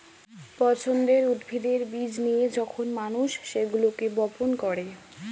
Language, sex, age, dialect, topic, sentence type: Bengali, female, 18-24, Standard Colloquial, agriculture, statement